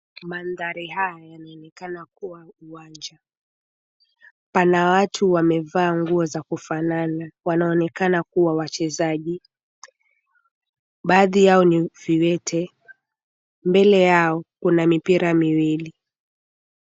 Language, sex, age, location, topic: Swahili, female, 18-24, Mombasa, education